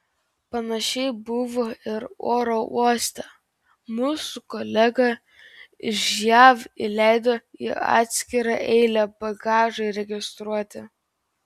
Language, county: Lithuanian, Vilnius